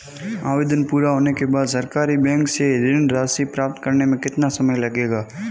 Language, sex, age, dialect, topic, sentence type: Hindi, male, 25-30, Marwari Dhudhari, banking, question